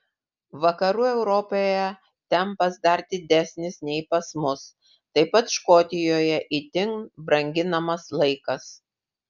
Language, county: Lithuanian, Vilnius